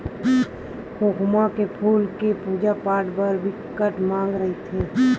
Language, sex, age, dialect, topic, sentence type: Chhattisgarhi, female, 31-35, Western/Budati/Khatahi, agriculture, statement